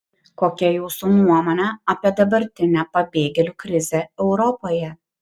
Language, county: Lithuanian, Šiauliai